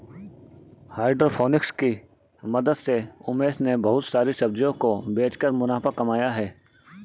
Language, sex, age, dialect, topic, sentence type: Hindi, male, 31-35, Marwari Dhudhari, banking, statement